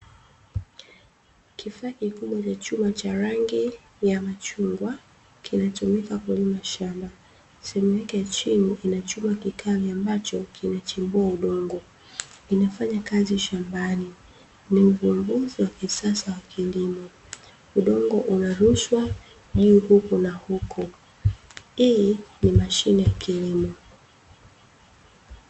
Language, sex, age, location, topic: Swahili, female, 25-35, Dar es Salaam, agriculture